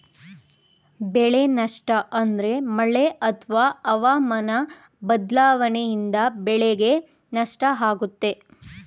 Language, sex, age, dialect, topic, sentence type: Kannada, female, 25-30, Mysore Kannada, agriculture, statement